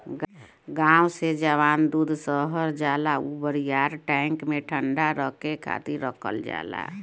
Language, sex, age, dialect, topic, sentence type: Bhojpuri, female, 51-55, Northern, agriculture, statement